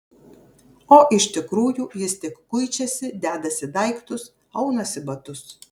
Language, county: Lithuanian, Kaunas